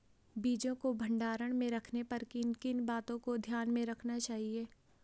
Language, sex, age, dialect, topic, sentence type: Hindi, female, 18-24, Garhwali, agriculture, question